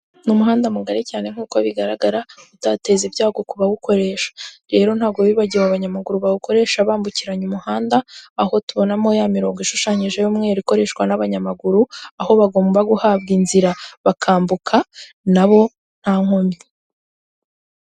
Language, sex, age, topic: Kinyarwanda, female, 18-24, government